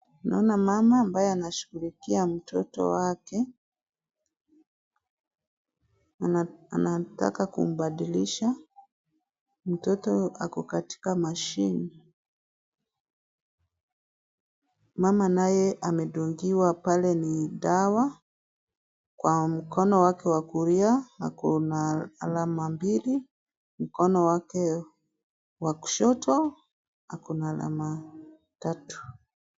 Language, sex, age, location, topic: Swahili, female, 36-49, Kisumu, health